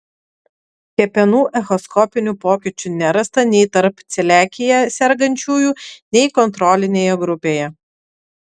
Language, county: Lithuanian, Vilnius